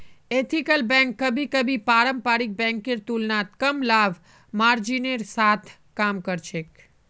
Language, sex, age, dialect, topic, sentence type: Magahi, male, 18-24, Northeastern/Surjapuri, banking, statement